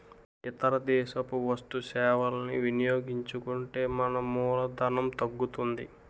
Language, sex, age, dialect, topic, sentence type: Telugu, male, 18-24, Utterandhra, banking, statement